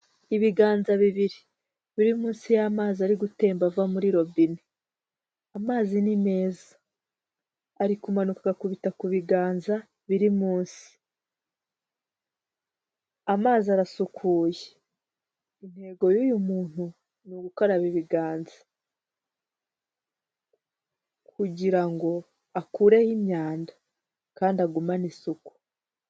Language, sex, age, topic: Kinyarwanda, female, 18-24, health